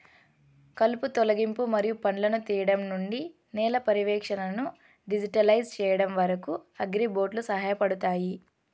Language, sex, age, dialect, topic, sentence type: Telugu, female, 18-24, Southern, agriculture, statement